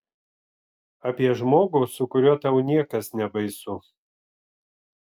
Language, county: Lithuanian, Vilnius